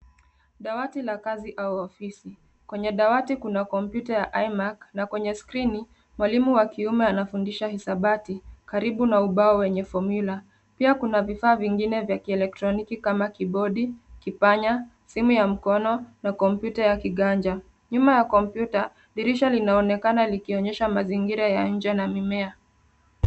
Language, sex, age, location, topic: Swahili, female, 25-35, Nairobi, education